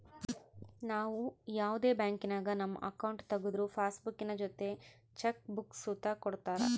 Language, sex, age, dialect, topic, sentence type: Kannada, female, 31-35, Central, banking, statement